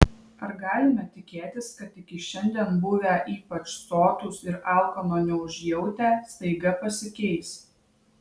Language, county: Lithuanian, Vilnius